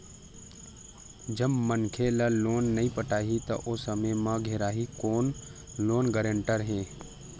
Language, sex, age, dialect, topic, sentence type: Chhattisgarhi, male, 25-30, Western/Budati/Khatahi, banking, statement